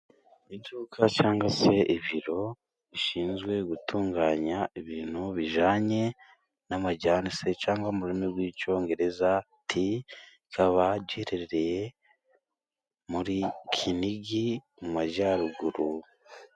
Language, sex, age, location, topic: Kinyarwanda, male, 18-24, Musanze, finance